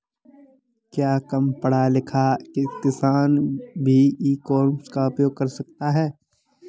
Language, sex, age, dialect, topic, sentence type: Hindi, male, 18-24, Kanauji Braj Bhasha, agriculture, question